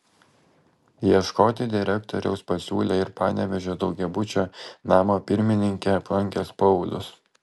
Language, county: Lithuanian, Vilnius